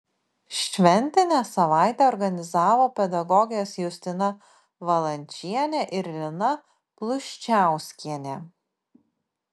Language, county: Lithuanian, Panevėžys